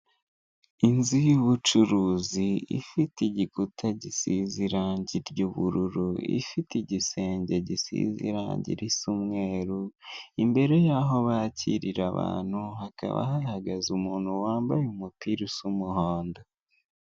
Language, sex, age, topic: Kinyarwanda, male, 18-24, finance